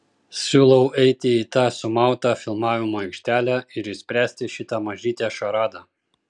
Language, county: Lithuanian, Kaunas